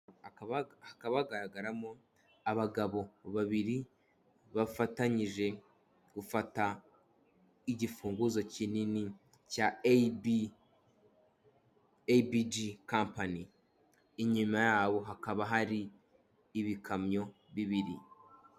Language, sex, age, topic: Kinyarwanda, male, 18-24, finance